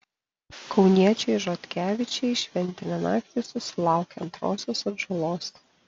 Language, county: Lithuanian, Panevėžys